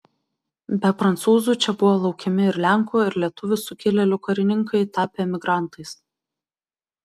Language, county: Lithuanian, Vilnius